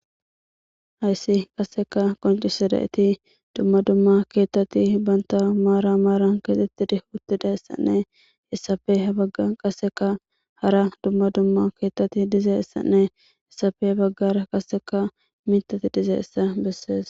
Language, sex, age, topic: Gamo, female, 18-24, government